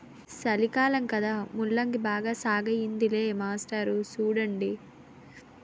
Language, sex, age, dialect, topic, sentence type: Telugu, female, 18-24, Utterandhra, agriculture, statement